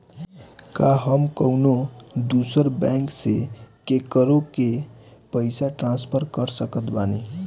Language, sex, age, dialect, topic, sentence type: Bhojpuri, male, 18-24, Southern / Standard, banking, statement